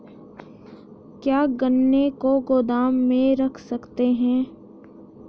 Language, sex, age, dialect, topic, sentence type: Hindi, female, 18-24, Hindustani Malvi Khadi Boli, agriculture, question